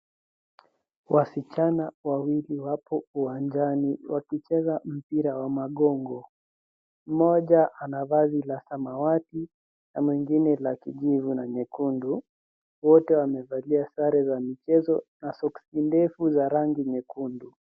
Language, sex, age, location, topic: Swahili, female, 18-24, Nairobi, education